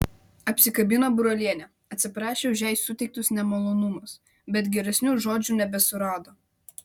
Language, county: Lithuanian, Vilnius